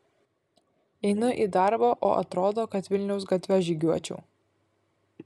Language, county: Lithuanian, Kaunas